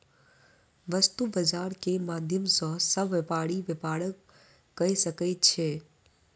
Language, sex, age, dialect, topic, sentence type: Maithili, female, 25-30, Southern/Standard, banking, statement